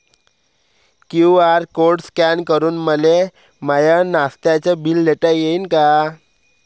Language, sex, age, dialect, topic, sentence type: Marathi, male, 25-30, Varhadi, banking, question